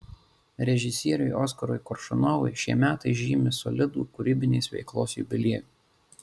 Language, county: Lithuanian, Marijampolė